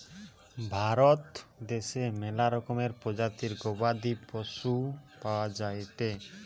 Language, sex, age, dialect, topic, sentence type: Bengali, male, 60-100, Western, agriculture, statement